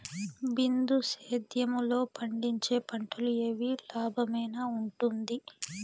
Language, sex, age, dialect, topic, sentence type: Telugu, female, 18-24, Southern, agriculture, question